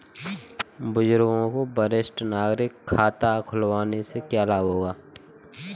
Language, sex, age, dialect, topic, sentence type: Hindi, male, 18-24, Kanauji Braj Bhasha, banking, statement